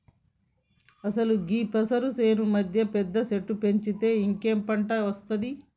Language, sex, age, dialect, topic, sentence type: Telugu, female, 46-50, Telangana, agriculture, statement